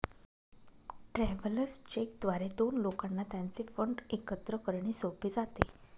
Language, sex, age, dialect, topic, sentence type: Marathi, female, 25-30, Northern Konkan, banking, statement